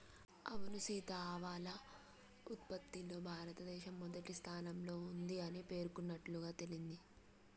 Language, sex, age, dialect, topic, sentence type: Telugu, female, 18-24, Telangana, agriculture, statement